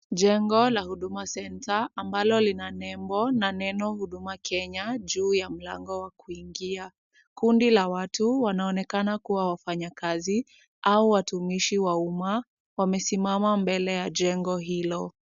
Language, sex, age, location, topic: Swahili, female, 36-49, Kisumu, government